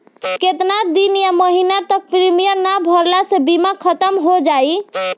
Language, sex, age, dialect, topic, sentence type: Bhojpuri, female, <18, Southern / Standard, banking, question